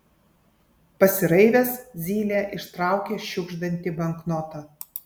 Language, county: Lithuanian, Kaunas